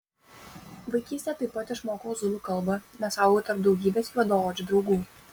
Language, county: Lithuanian, Vilnius